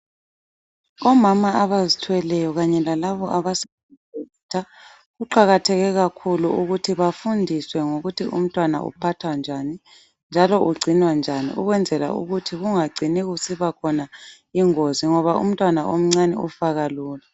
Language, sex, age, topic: North Ndebele, female, 25-35, health